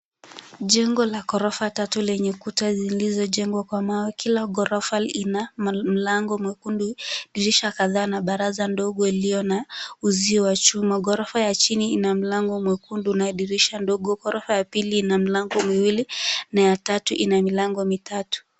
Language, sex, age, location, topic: Swahili, female, 18-24, Kisumu, education